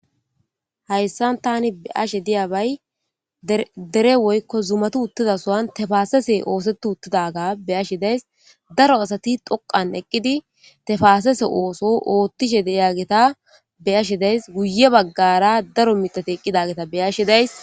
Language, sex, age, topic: Gamo, female, 18-24, government